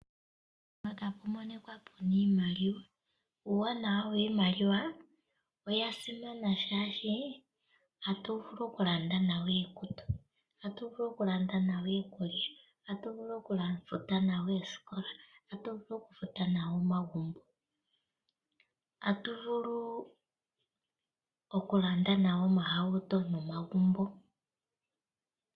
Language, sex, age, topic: Oshiwambo, female, 25-35, finance